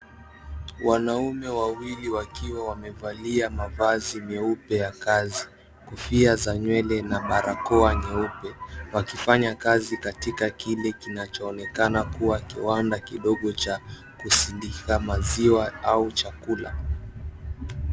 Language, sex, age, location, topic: Swahili, male, 18-24, Mombasa, agriculture